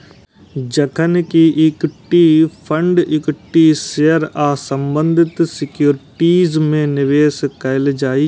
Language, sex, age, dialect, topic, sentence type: Maithili, male, 18-24, Eastern / Thethi, banking, statement